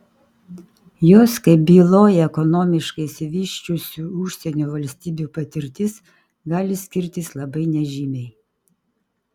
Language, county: Lithuanian, Kaunas